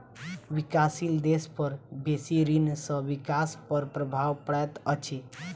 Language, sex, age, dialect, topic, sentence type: Maithili, female, 18-24, Southern/Standard, banking, statement